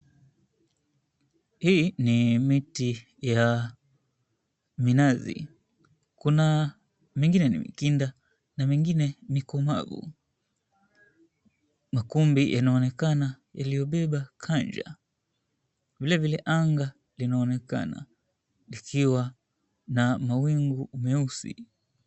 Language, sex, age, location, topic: Swahili, male, 25-35, Mombasa, government